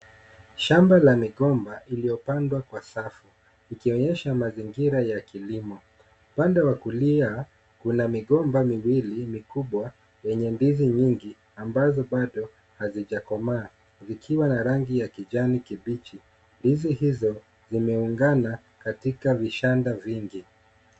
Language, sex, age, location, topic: Swahili, male, 36-49, Kisumu, agriculture